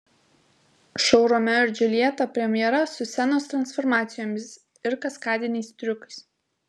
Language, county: Lithuanian, Kaunas